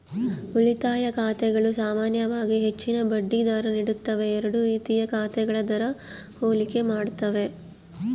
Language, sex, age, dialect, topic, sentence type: Kannada, female, 36-40, Central, banking, statement